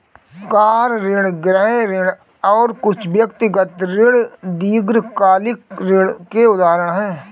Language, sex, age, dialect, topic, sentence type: Hindi, male, 25-30, Marwari Dhudhari, banking, statement